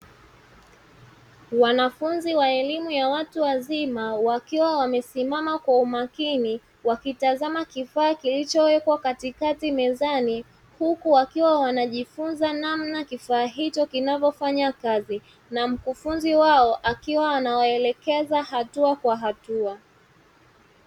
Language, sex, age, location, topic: Swahili, male, 25-35, Dar es Salaam, education